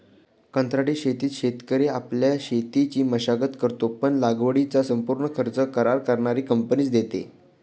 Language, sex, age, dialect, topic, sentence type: Marathi, male, 25-30, Standard Marathi, agriculture, statement